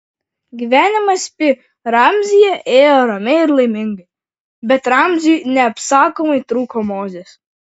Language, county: Lithuanian, Vilnius